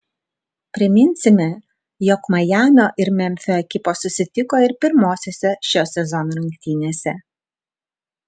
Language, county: Lithuanian, Vilnius